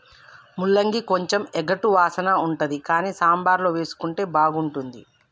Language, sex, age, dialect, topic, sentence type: Telugu, female, 25-30, Telangana, agriculture, statement